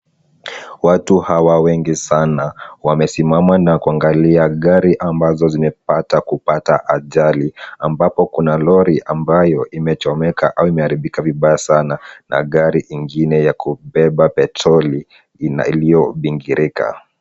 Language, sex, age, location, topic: Swahili, male, 36-49, Kisumu, health